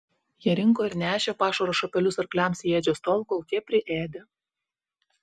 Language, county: Lithuanian, Vilnius